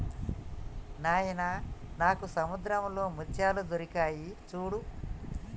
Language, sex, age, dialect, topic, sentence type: Telugu, female, 31-35, Telangana, agriculture, statement